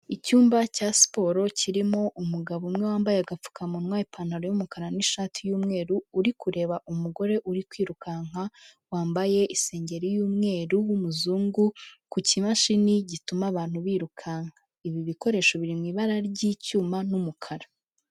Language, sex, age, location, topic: Kinyarwanda, female, 25-35, Kigali, health